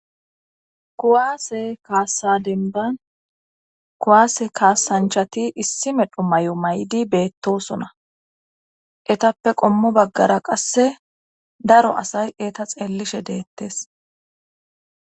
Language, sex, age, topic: Gamo, female, 18-24, government